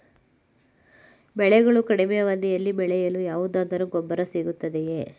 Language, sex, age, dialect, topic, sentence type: Kannada, male, 18-24, Mysore Kannada, agriculture, question